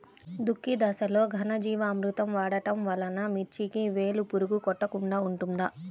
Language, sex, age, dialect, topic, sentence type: Telugu, female, 31-35, Central/Coastal, agriculture, question